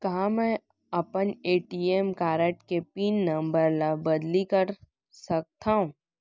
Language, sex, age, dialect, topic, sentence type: Chhattisgarhi, female, 18-24, Central, banking, question